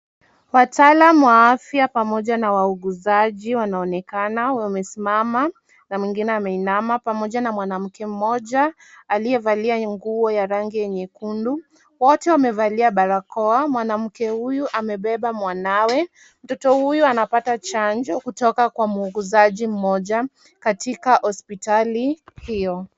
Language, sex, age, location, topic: Swahili, female, 18-24, Kisumu, health